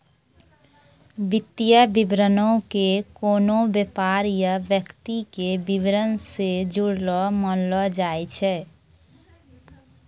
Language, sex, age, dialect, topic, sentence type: Maithili, female, 25-30, Angika, banking, statement